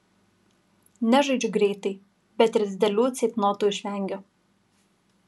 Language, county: Lithuanian, Kaunas